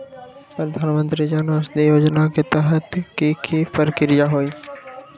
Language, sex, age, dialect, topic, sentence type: Magahi, male, 25-30, Western, banking, question